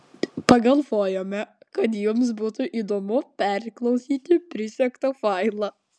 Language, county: Lithuanian, Klaipėda